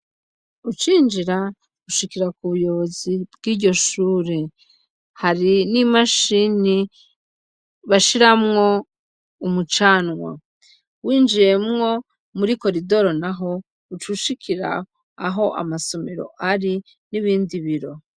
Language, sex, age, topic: Rundi, female, 36-49, education